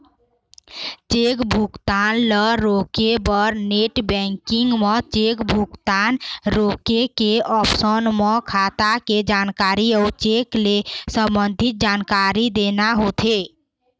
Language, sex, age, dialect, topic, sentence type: Chhattisgarhi, female, 18-24, Eastern, banking, statement